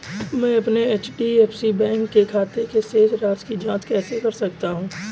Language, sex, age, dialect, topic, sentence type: Hindi, male, 18-24, Awadhi Bundeli, banking, question